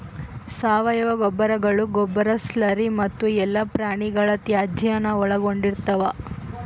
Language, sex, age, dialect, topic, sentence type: Kannada, female, 18-24, Central, agriculture, statement